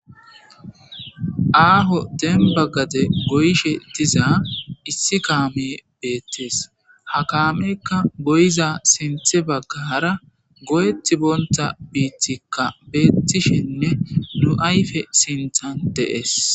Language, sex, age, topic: Gamo, male, 25-35, agriculture